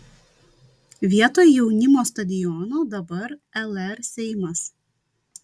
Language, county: Lithuanian, Vilnius